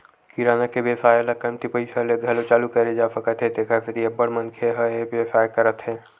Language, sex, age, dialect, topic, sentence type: Chhattisgarhi, male, 56-60, Western/Budati/Khatahi, agriculture, statement